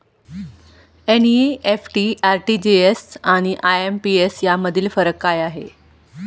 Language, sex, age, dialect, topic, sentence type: Marathi, female, 46-50, Standard Marathi, banking, question